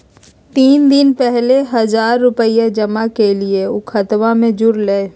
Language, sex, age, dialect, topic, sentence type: Magahi, female, 25-30, Southern, banking, question